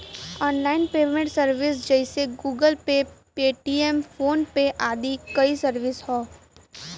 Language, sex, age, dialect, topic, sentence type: Bhojpuri, female, 18-24, Western, banking, statement